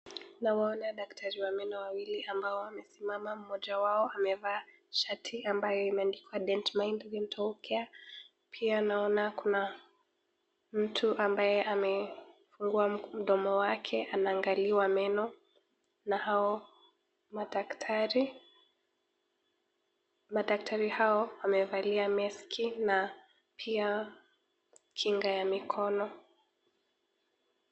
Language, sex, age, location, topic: Swahili, female, 18-24, Nakuru, health